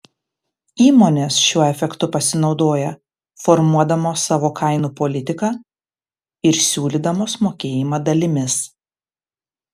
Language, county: Lithuanian, Panevėžys